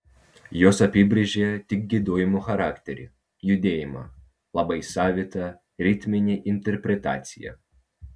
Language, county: Lithuanian, Vilnius